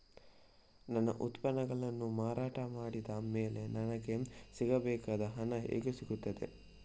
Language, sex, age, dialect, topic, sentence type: Kannada, male, 56-60, Coastal/Dakshin, agriculture, question